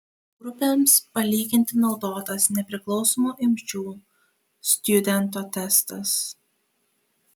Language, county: Lithuanian, Kaunas